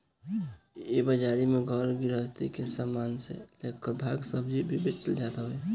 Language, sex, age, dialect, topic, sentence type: Bhojpuri, female, 18-24, Northern, agriculture, statement